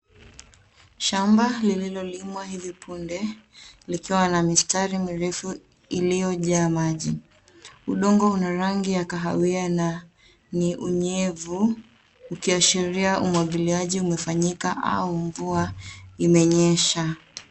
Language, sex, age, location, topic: Swahili, female, 18-24, Nairobi, agriculture